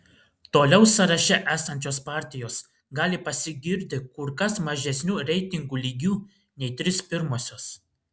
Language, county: Lithuanian, Klaipėda